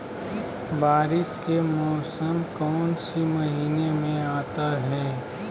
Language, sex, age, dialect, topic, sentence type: Magahi, male, 25-30, Southern, agriculture, question